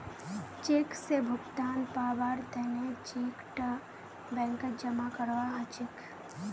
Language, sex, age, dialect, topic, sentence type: Magahi, female, 18-24, Northeastern/Surjapuri, banking, statement